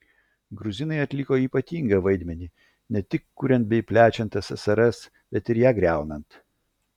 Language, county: Lithuanian, Vilnius